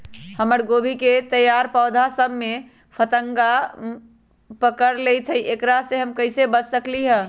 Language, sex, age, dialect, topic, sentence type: Magahi, female, 31-35, Western, agriculture, question